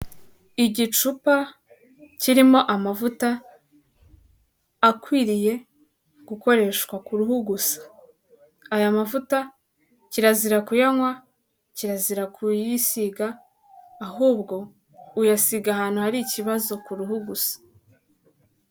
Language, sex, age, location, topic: Kinyarwanda, female, 18-24, Kigali, health